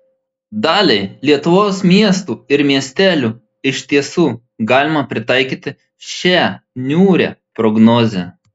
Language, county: Lithuanian, Marijampolė